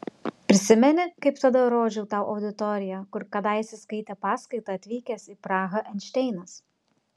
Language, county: Lithuanian, Telšiai